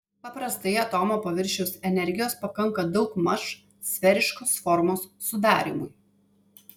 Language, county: Lithuanian, Vilnius